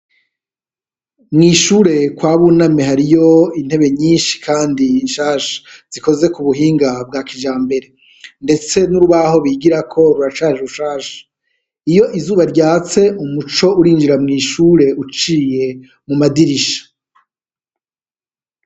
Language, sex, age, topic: Rundi, male, 36-49, education